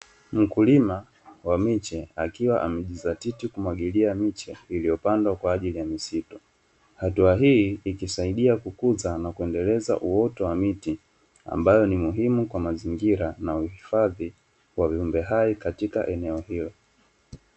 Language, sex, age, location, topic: Swahili, male, 25-35, Dar es Salaam, agriculture